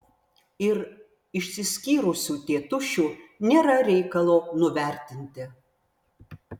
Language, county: Lithuanian, Vilnius